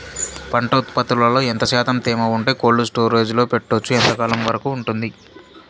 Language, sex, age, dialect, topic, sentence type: Telugu, male, 25-30, Southern, agriculture, question